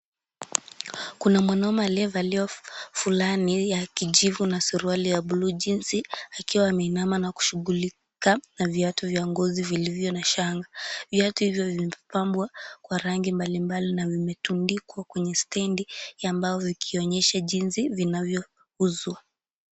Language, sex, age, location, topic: Swahili, female, 18-24, Kisumu, finance